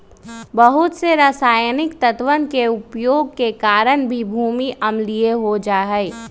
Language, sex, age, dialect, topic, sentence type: Magahi, female, 31-35, Western, agriculture, statement